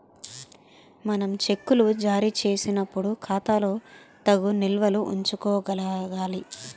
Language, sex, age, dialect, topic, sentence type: Telugu, female, 25-30, Utterandhra, banking, statement